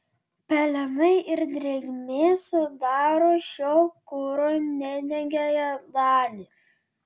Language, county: Lithuanian, Vilnius